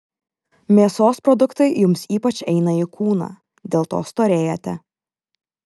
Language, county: Lithuanian, Vilnius